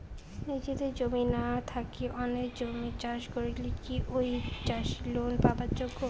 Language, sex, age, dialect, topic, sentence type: Bengali, female, 31-35, Rajbangshi, agriculture, question